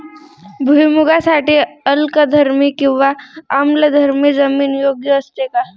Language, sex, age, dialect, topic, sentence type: Marathi, female, 31-35, Northern Konkan, agriculture, question